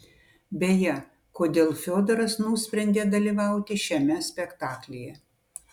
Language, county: Lithuanian, Utena